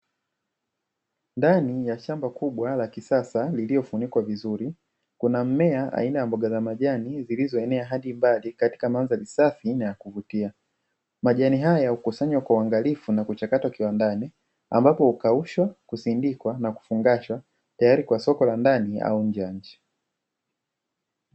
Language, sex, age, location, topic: Swahili, male, 18-24, Dar es Salaam, agriculture